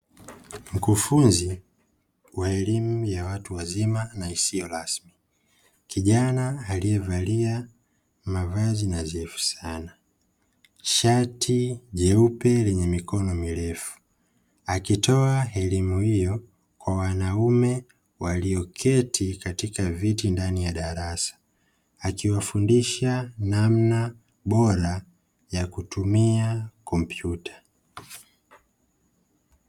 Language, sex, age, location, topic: Swahili, female, 18-24, Dar es Salaam, education